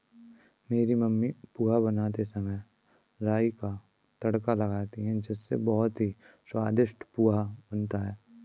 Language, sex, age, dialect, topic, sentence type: Hindi, male, 18-24, Kanauji Braj Bhasha, agriculture, statement